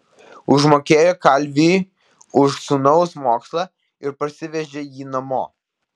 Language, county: Lithuanian, Vilnius